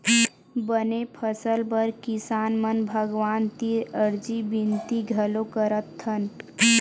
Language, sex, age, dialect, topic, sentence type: Chhattisgarhi, female, 18-24, Western/Budati/Khatahi, agriculture, statement